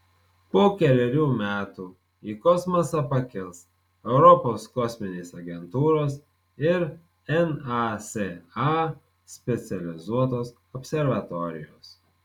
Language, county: Lithuanian, Marijampolė